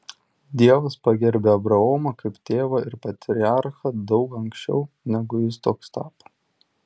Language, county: Lithuanian, Tauragė